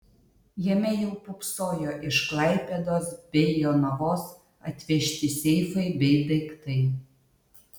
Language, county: Lithuanian, Utena